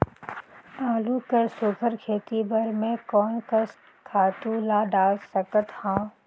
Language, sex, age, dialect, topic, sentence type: Chhattisgarhi, female, 18-24, Northern/Bhandar, agriculture, question